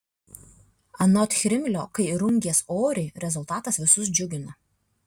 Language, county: Lithuanian, Alytus